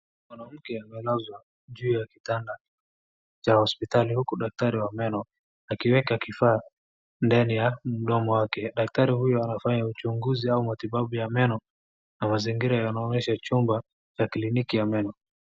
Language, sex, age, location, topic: Swahili, male, 18-24, Wajir, health